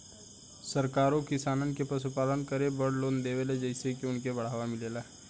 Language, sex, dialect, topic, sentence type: Bhojpuri, male, Southern / Standard, agriculture, statement